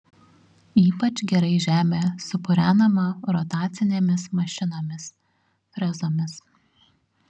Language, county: Lithuanian, Šiauliai